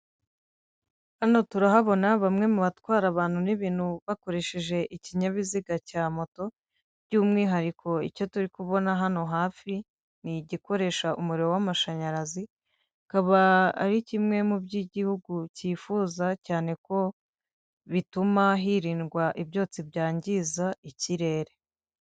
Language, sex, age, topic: Kinyarwanda, female, 50+, government